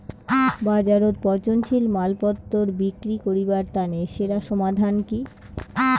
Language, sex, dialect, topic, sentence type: Bengali, female, Rajbangshi, agriculture, statement